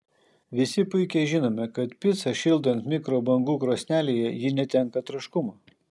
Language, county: Lithuanian, Kaunas